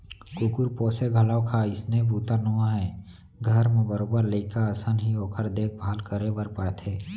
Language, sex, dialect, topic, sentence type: Chhattisgarhi, male, Central, banking, statement